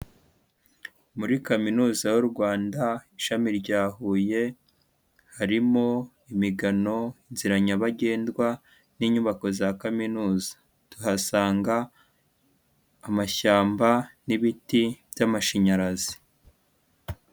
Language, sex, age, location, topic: Kinyarwanda, female, 25-35, Huye, education